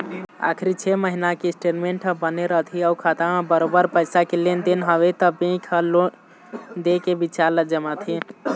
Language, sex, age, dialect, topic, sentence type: Chhattisgarhi, male, 18-24, Eastern, banking, statement